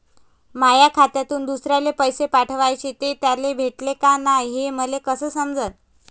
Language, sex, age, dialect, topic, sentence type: Marathi, female, 25-30, Varhadi, banking, question